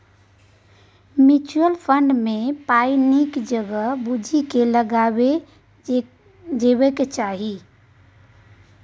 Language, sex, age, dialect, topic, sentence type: Maithili, female, 18-24, Bajjika, banking, statement